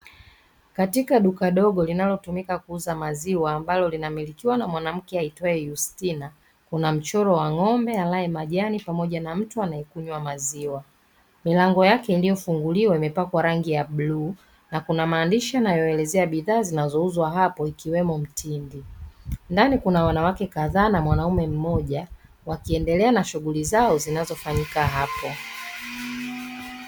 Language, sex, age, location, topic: Swahili, female, 36-49, Dar es Salaam, finance